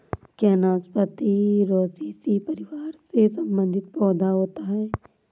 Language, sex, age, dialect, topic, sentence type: Hindi, female, 56-60, Awadhi Bundeli, agriculture, statement